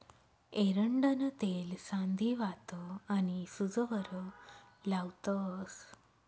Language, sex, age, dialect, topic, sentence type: Marathi, female, 31-35, Northern Konkan, agriculture, statement